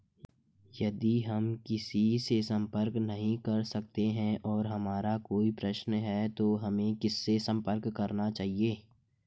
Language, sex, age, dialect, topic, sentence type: Hindi, male, 18-24, Hindustani Malvi Khadi Boli, banking, question